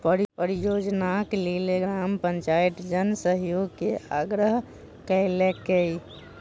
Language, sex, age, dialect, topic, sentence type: Maithili, female, 18-24, Southern/Standard, banking, statement